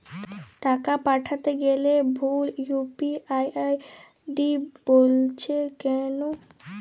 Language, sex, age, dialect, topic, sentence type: Bengali, female, <18, Jharkhandi, banking, question